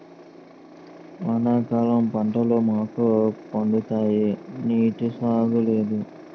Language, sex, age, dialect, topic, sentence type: Telugu, male, 18-24, Utterandhra, agriculture, statement